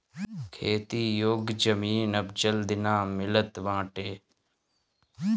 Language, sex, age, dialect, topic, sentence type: Bhojpuri, male, 18-24, Northern, agriculture, statement